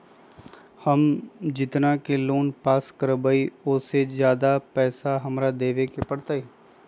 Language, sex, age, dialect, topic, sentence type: Magahi, male, 25-30, Western, banking, question